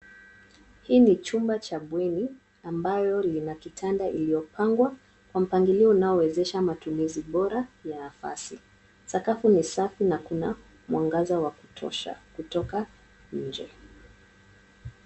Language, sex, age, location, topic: Swahili, female, 18-24, Nairobi, education